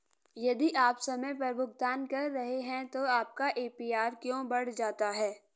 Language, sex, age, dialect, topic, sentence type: Hindi, female, 46-50, Hindustani Malvi Khadi Boli, banking, question